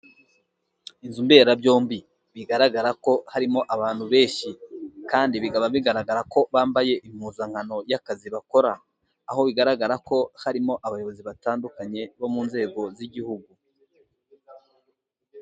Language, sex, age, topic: Kinyarwanda, male, 25-35, finance